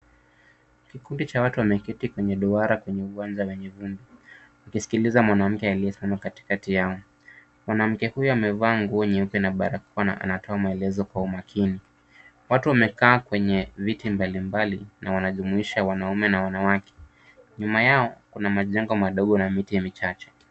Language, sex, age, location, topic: Swahili, male, 25-35, Kisumu, health